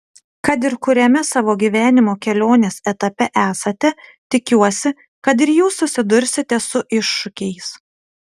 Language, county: Lithuanian, Utena